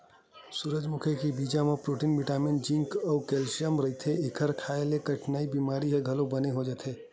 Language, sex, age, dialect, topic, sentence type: Chhattisgarhi, male, 18-24, Western/Budati/Khatahi, agriculture, statement